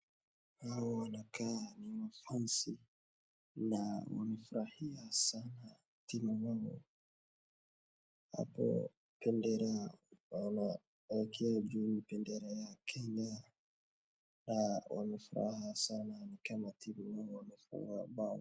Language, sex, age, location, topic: Swahili, male, 18-24, Wajir, government